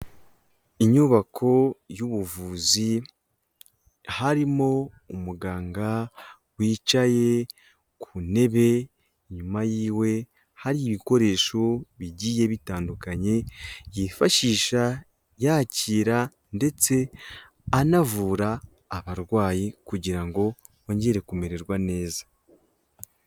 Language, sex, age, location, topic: Kinyarwanda, male, 18-24, Kigali, health